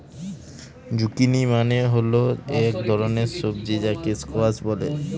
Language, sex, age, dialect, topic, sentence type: Bengali, male, 18-24, Northern/Varendri, agriculture, statement